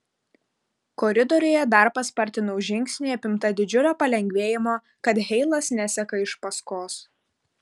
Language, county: Lithuanian, Vilnius